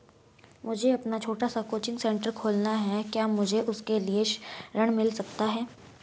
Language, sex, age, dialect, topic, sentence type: Hindi, female, 36-40, Hindustani Malvi Khadi Boli, banking, question